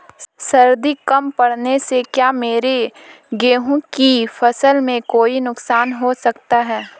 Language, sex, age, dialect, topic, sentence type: Hindi, female, 18-24, Marwari Dhudhari, agriculture, question